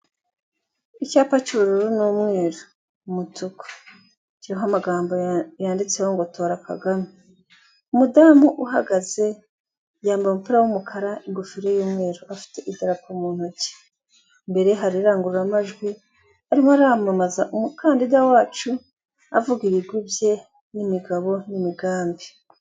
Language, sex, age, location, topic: Kinyarwanda, female, 36-49, Kigali, government